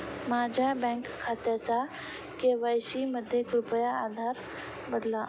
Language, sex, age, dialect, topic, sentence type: Marathi, female, 25-30, Standard Marathi, banking, statement